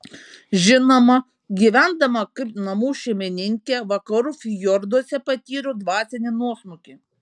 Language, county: Lithuanian, Šiauliai